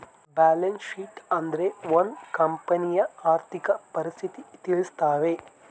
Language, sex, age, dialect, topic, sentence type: Kannada, male, 18-24, Central, banking, statement